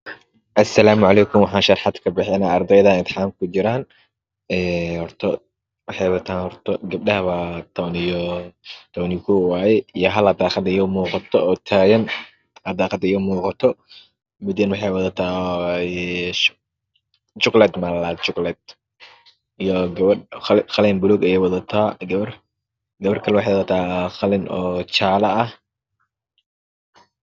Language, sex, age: Somali, male, 25-35